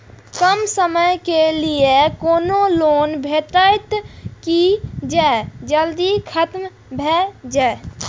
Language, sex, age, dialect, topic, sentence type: Maithili, female, 18-24, Eastern / Thethi, banking, question